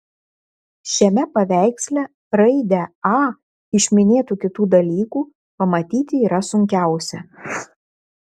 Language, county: Lithuanian, Šiauliai